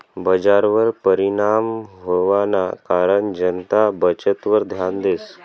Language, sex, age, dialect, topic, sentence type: Marathi, male, 18-24, Northern Konkan, banking, statement